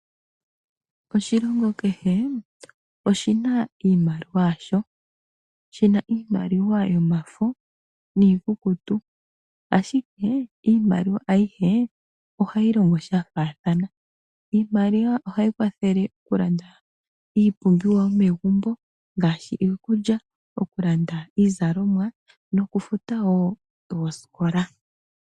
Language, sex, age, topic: Oshiwambo, female, 25-35, finance